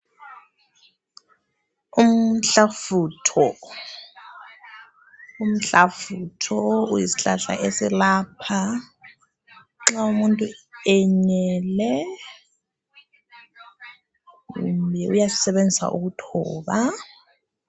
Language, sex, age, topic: North Ndebele, female, 25-35, health